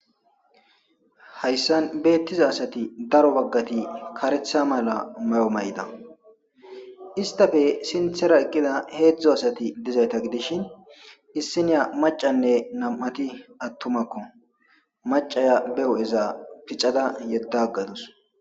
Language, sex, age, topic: Gamo, male, 25-35, government